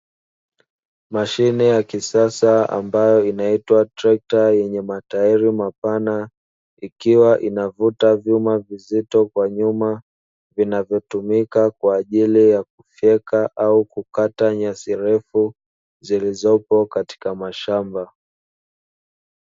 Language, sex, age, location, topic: Swahili, male, 25-35, Dar es Salaam, agriculture